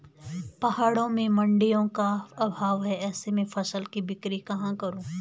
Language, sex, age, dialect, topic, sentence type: Hindi, female, 41-45, Garhwali, agriculture, question